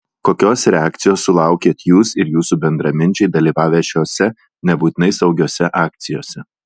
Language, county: Lithuanian, Alytus